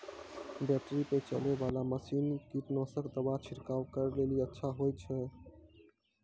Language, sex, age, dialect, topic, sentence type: Maithili, male, 18-24, Angika, agriculture, question